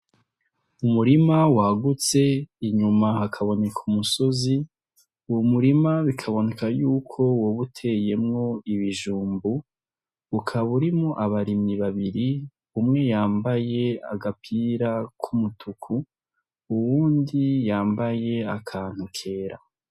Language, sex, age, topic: Rundi, male, 25-35, agriculture